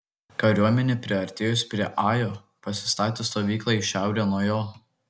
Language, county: Lithuanian, Kaunas